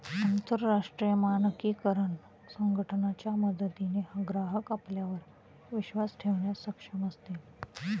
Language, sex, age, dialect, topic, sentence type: Marathi, female, 31-35, Standard Marathi, banking, statement